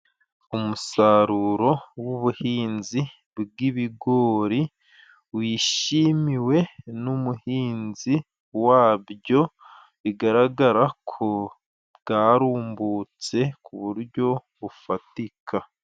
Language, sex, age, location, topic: Kinyarwanda, male, 25-35, Musanze, agriculture